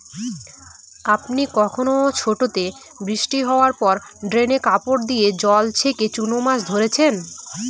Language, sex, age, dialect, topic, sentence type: Bengali, female, 18-24, Northern/Varendri, agriculture, statement